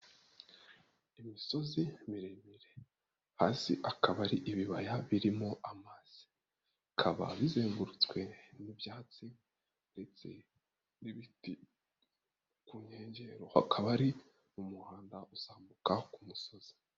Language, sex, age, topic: Kinyarwanda, male, 25-35, agriculture